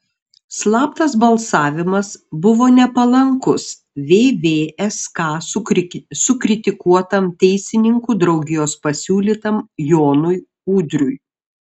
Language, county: Lithuanian, Šiauliai